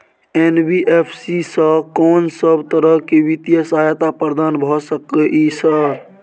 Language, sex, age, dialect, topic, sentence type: Maithili, male, 18-24, Bajjika, banking, question